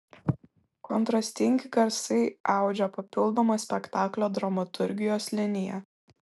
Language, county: Lithuanian, Šiauliai